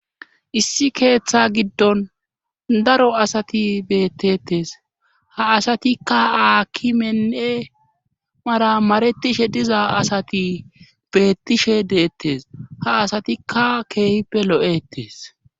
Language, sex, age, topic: Gamo, male, 25-35, government